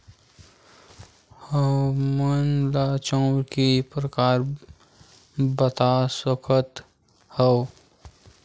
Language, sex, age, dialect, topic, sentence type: Chhattisgarhi, male, 41-45, Western/Budati/Khatahi, agriculture, question